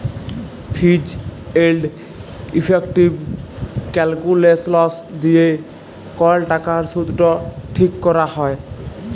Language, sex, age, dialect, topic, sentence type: Bengali, male, 18-24, Jharkhandi, banking, statement